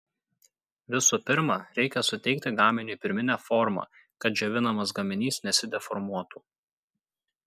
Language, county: Lithuanian, Kaunas